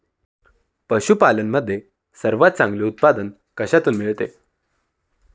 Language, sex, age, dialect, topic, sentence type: Marathi, male, 25-30, Standard Marathi, agriculture, question